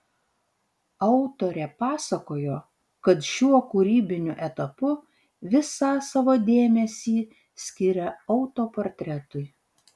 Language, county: Lithuanian, Vilnius